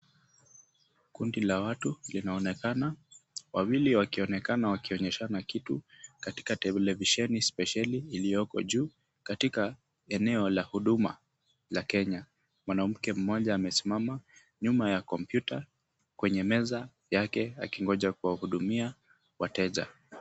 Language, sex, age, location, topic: Swahili, male, 18-24, Kisumu, government